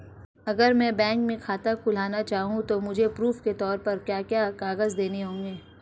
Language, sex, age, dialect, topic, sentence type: Hindi, female, 25-30, Marwari Dhudhari, banking, question